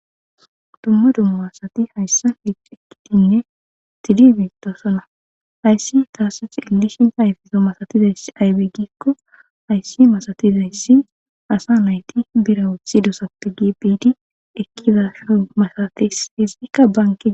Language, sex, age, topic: Gamo, female, 18-24, government